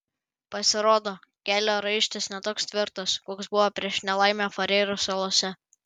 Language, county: Lithuanian, Panevėžys